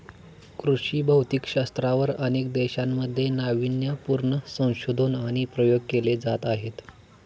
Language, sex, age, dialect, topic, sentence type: Marathi, male, 18-24, Standard Marathi, agriculture, statement